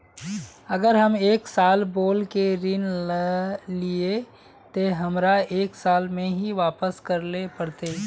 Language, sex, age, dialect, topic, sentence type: Magahi, male, 18-24, Northeastern/Surjapuri, banking, question